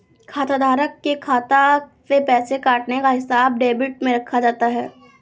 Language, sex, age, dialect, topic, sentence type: Hindi, female, 46-50, Awadhi Bundeli, banking, statement